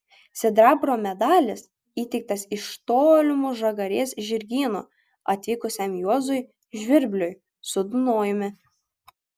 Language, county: Lithuanian, Kaunas